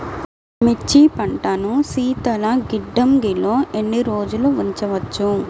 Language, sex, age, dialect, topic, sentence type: Telugu, female, 18-24, Central/Coastal, agriculture, question